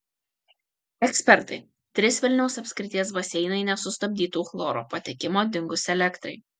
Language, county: Lithuanian, Kaunas